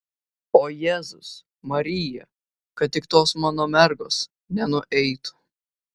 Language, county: Lithuanian, Vilnius